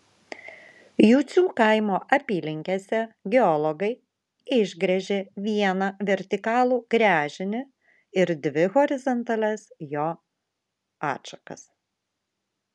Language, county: Lithuanian, Vilnius